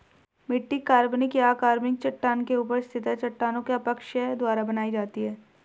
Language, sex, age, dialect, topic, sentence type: Hindi, female, 18-24, Marwari Dhudhari, agriculture, statement